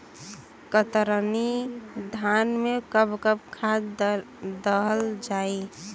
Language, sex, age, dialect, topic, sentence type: Bhojpuri, female, 18-24, Western, agriculture, question